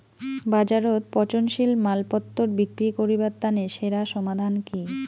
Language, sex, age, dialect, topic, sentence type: Bengali, female, 18-24, Rajbangshi, agriculture, statement